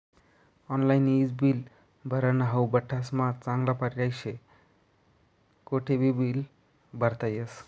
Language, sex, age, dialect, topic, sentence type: Marathi, male, 25-30, Northern Konkan, banking, statement